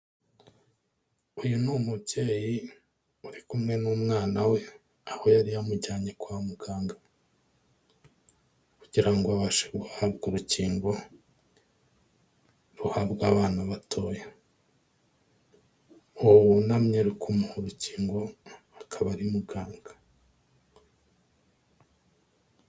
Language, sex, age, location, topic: Kinyarwanda, male, 25-35, Kigali, health